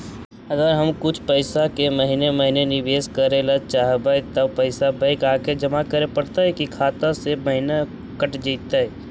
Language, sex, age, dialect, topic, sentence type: Magahi, male, 60-100, Central/Standard, banking, question